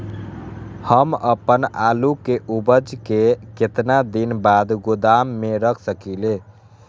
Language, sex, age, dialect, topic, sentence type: Magahi, male, 18-24, Western, agriculture, question